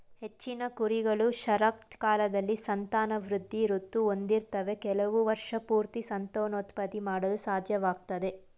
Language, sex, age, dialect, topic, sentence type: Kannada, female, 25-30, Mysore Kannada, agriculture, statement